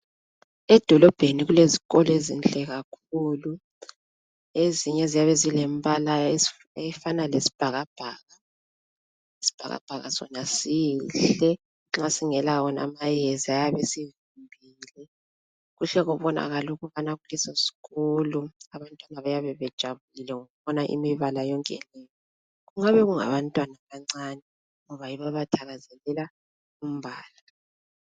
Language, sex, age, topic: North Ndebele, female, 25-35, education